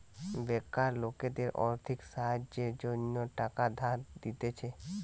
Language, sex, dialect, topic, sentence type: Bengali, male, Western, banking, statement